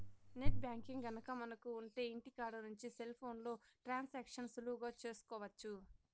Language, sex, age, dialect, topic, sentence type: Telugu, female, 60-100, Southern, banking, statement